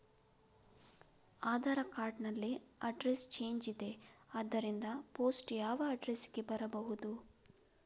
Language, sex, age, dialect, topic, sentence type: Kannada, female, 25-30, Coastal/Dakshin, banking, question